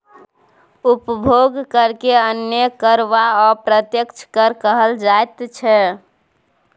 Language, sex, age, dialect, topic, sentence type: Maithili, female, 18-24, Bajjika, banking, statement